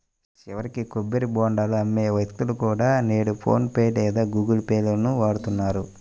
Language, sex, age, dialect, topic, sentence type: Telugu, male, 18-24, Central/Coastal, banking, statement